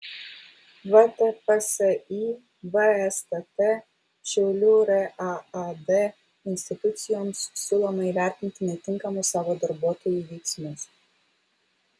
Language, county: Lithuanian, Vilnius